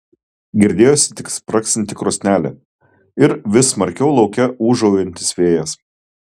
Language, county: Lithuanian, Kaunas